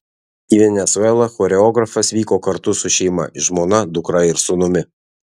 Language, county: Lithuanian, Vilnius